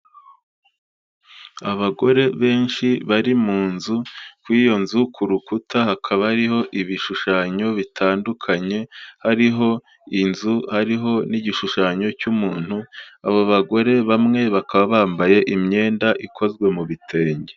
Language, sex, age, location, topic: Kinyarwanda, male, 25-35, Kigali, health